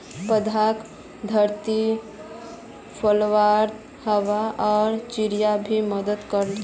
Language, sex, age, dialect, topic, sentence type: Magahi, male, 18-24, Northeastern/Surjapuri, agriculture, statement